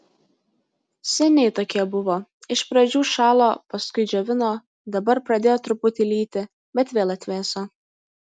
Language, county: Lithuanian, Utena